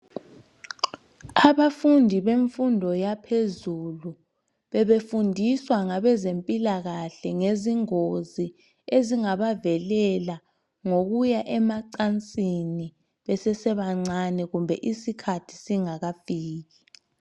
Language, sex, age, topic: North Ndebele, male, 18-24, education